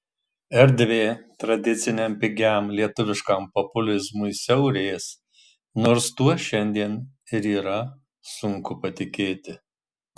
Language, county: Lithuanian, Marijampolė